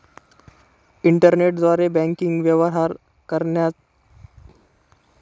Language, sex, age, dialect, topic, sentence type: Marathi, male, 18-24, Northern Konkan, banking, statement